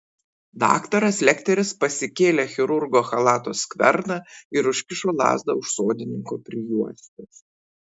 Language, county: Lithuanian, Vilnius